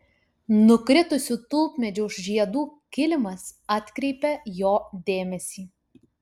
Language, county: Lithuanian, Utena